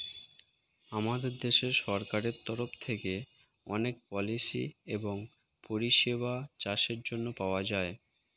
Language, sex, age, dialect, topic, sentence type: Bengali, male, 25-30, Standard Colloquial, agriculture, statement